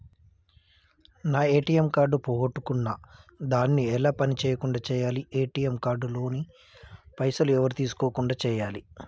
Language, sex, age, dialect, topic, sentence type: Telugu, male, 25-30, Telangana, banking, question